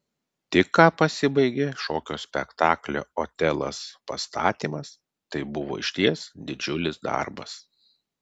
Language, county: Lithuanian, Klaipėda